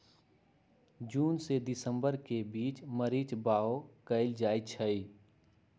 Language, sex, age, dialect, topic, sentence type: Magahi, male, 56-60, Western, agriculture, statement